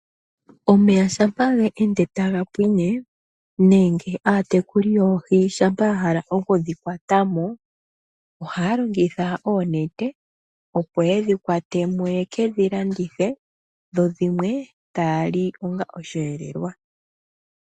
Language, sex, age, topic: Oshiwambo, male, 25-35, agriculture